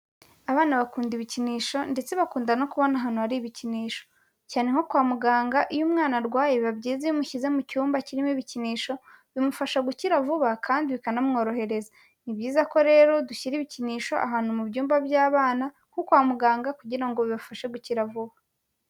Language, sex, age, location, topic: Kinyarwanda, female, 18-24, Kigali, health